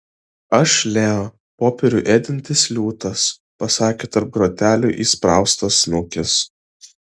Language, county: Lithuanian, Vilnius